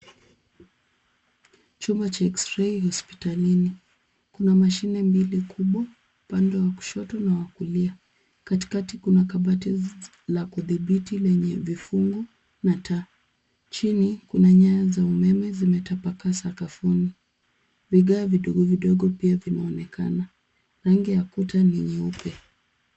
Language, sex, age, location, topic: Swahili, female, 25-35, Nairobi, health